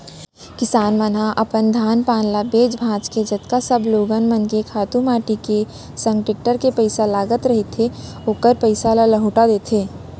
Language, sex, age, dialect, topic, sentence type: Chhattisgarhi, female, 41-45, Central, banking, statement